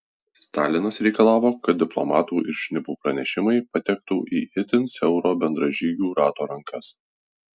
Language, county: Lithuanian, Alytus